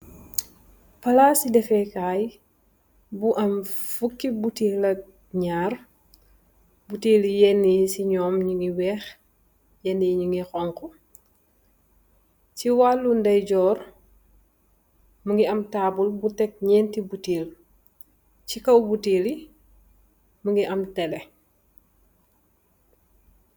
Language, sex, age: Wolof, female, 25-35